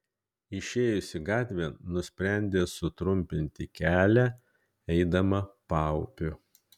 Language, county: Lithuanian, Kaunas